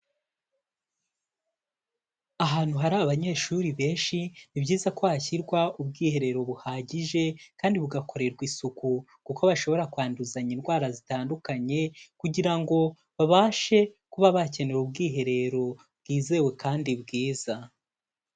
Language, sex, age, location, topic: Kinyarwanda, male, 18-24, Kigali, education